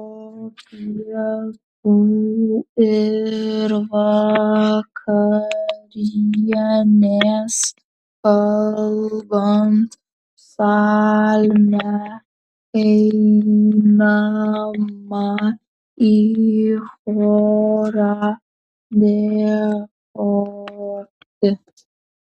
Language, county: Lithuanian, Kaunas